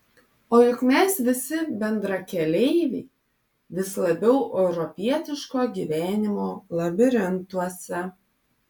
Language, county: Lithuanian, Panevėžys